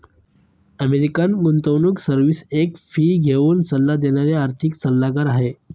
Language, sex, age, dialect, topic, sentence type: Marathi, male, 31-35, Northern Konkan, banking, statement